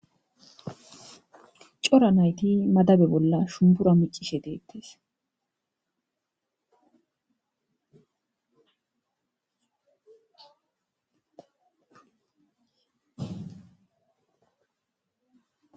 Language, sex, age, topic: Gamo, female, 25-35, agriculture